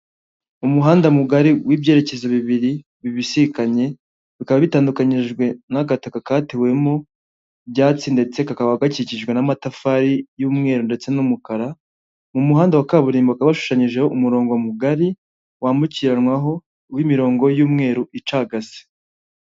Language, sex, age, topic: Kinyarwanda, male, 18-24, government